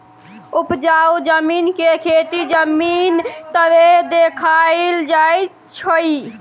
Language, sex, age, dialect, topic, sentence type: Maithili, male, 18-24, Bajjika, agriculture, statement